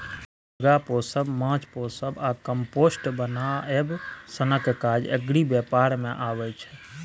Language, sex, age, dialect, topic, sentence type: Maithili, male, 25-30, Bajjika, agriculture, statement